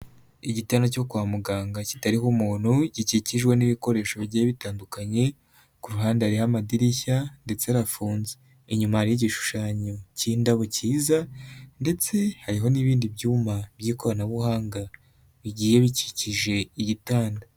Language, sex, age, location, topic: Kinyarwanda, female, 25-35, Huye, health